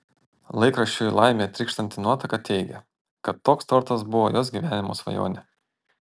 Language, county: Lithuanian, Panevėžys